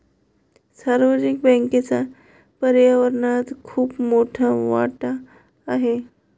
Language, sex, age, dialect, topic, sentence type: Marathi, female, 25-30, Standard Marathi, banking, statement